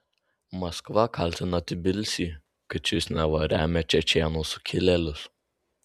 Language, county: Lithuanian, Vilnius